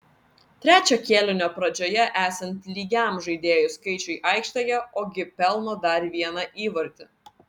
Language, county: Lithuanian, Vilnius